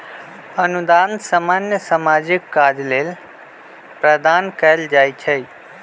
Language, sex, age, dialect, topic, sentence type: Magahi, male, 25-30, Western, banking, statement